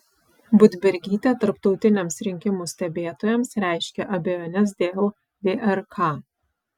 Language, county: Lithuanian, Vilnius